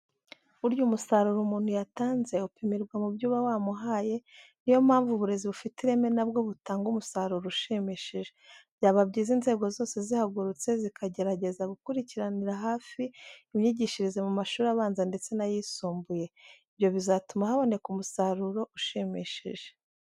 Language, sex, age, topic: Kinyarwanda, female, 25-35, education